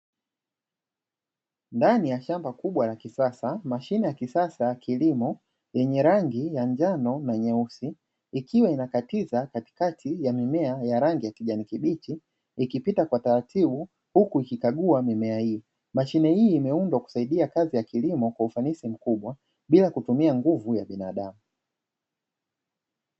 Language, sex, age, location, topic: Swahili, male, 25-35, Dar es Salaam, agriculture